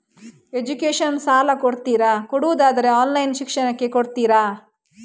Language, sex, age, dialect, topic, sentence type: Kannada, female, 25-30, Coastal/Dakshin, banking, question